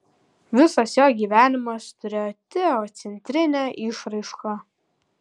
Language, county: Lithuanian, Kaunas